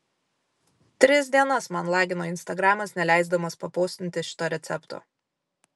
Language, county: Lithuanian, Vilnius